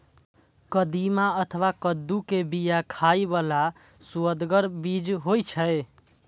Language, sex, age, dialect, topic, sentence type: Maithili, male, 18-24, Eastern / Thethi, agriculture, statement